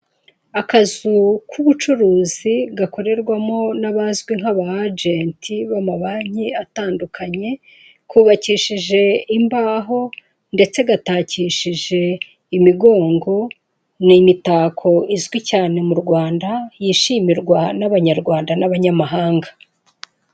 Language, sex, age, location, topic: Kinyarwanda, female, 25-35, Kigali, finance